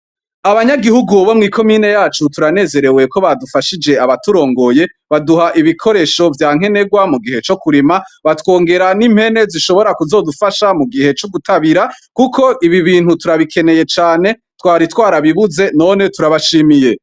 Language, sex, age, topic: Rundi, male, 25-35, education